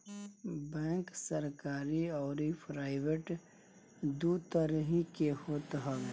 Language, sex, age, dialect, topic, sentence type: Bhojpuri, male, 25-30, Northern, banking, statement